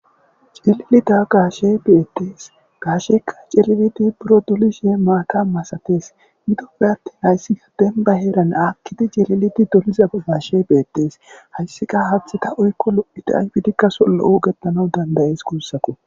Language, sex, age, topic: Gamo, male, 25-35, agriculture